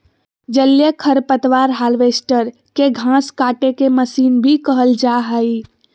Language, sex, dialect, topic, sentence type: Magahi, female, Southern, agriculture, statement